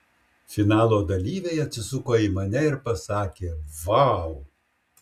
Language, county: Lithuanian, Šiauliai